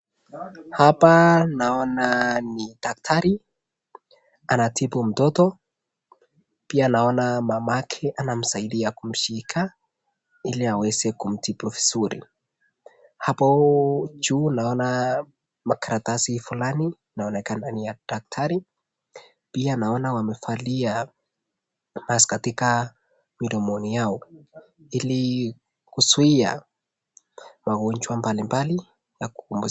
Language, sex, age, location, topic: Swahili, male, 18-24, Nakuru, health